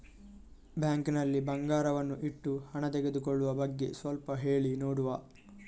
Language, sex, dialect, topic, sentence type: Kannada, male, Coastal/Dakshin, banking, question